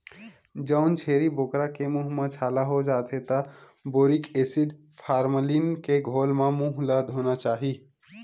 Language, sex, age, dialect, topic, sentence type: Chhattisgarhi, male, 18-24, Western/Budati/Khatahi, agriculture, statement